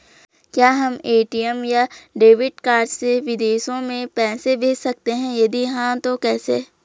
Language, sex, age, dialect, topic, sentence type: Hindi, female, 18-24, Garhwali, banking, question